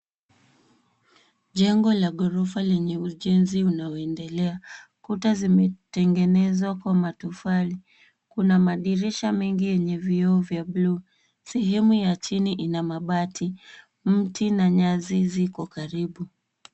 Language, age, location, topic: Swahili, 36-49, Nairobi, finance